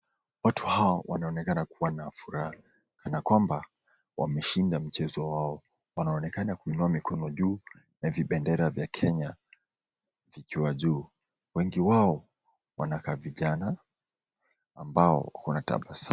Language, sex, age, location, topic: Swahili, male, 25-35, Mombasa, government